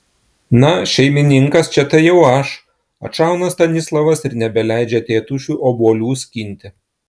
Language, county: Lithuanian, Klaipėda